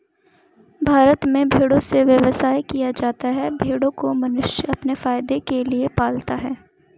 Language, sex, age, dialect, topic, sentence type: Hindi, female, 18-24, Hindustani Malvi Khadi Boli, agriculture, statement